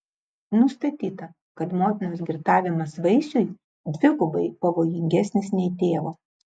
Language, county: Lithuanian, Klaipėda